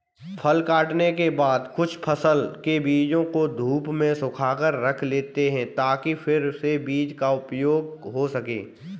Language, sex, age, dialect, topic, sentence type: Hindi, male, 25-30, Kanauji Braj Bhasha, agriculture, statement